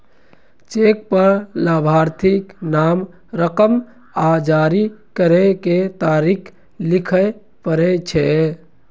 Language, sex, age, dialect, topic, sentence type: Maithili, male, 56-60, Eastern / Thethi, banking, statement